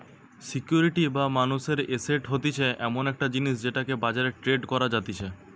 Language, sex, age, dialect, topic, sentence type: Bengali, male, 18-24, Western, banking, statement